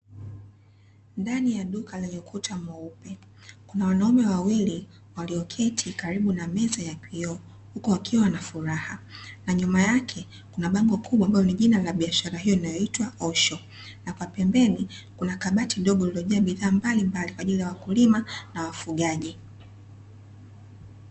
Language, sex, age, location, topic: Swahili, female, 25-35, Dar es Salaam, agriculture